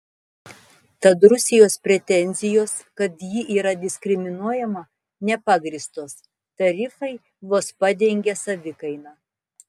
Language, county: Lithuanian, Tauragė